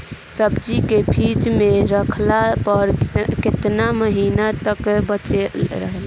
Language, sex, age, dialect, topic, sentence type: Bhojpuri, female, <18, Northern, agriculture, question